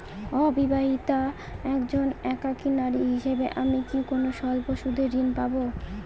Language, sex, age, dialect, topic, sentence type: Bengali, female, 18-24, Northern/Varendri, banking, question